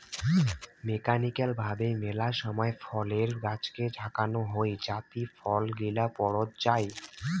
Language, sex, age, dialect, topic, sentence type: Bengali, male, 18-24, Rajbangshi, agriculture, statement